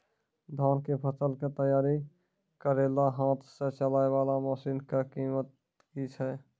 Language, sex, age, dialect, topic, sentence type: Maithili, male, 46-50, Angika, agriculture, question